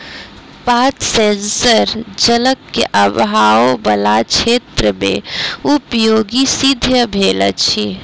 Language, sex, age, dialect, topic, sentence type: Maithili, female, 18-24, Southern/Standard, agriculture, statement